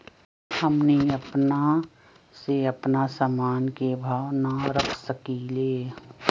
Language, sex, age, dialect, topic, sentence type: Magahi, female, 60-100, Western, agriculture, question